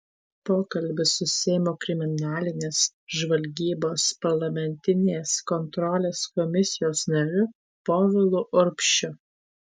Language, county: Lithuanian, Tauragė